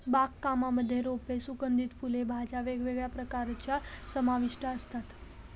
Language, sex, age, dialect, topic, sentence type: Marathi, female, 18-24, Northern Konkan, agriculture, statement